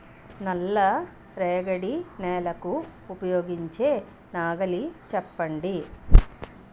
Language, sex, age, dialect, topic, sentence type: Telugu, female, 41-45, Utterandhra, agriculture, question